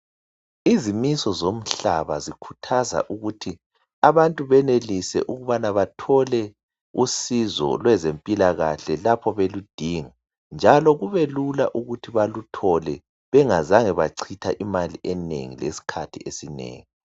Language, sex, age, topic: North Ndebele, male, 36-49, health